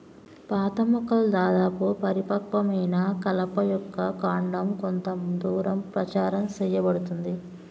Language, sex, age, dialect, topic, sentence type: Telugu, male, 25-30, Telangana, agriculture, statement